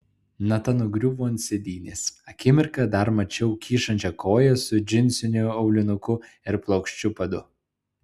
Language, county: Lithuanian, Šiauliai